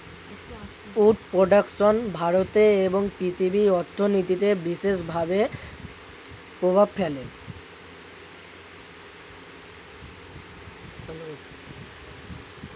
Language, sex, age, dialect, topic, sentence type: Bengali, male, 18-24, Standard Colloquial, agriculture, statement